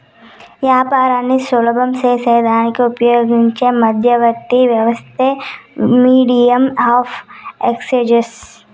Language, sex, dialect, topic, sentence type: Telugu, female, Southern, banking, statement